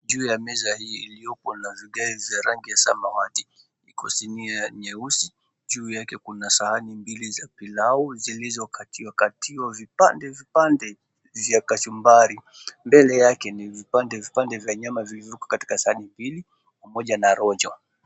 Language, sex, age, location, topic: Swahili, male, 25-35, Mombasa, agriculture